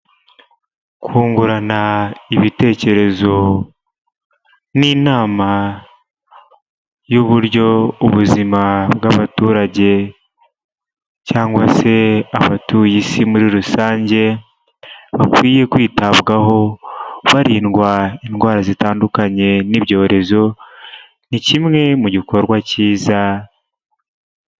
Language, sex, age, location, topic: Kinyarwanda, male, 25-35, Huye, health